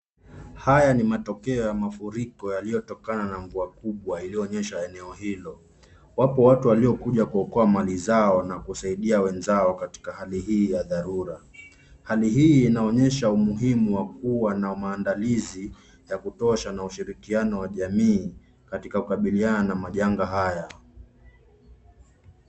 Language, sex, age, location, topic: Swahili, male, 25-35, Nairobi, health